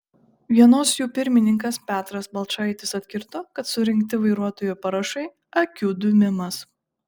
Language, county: Lithuanian, Šiauliai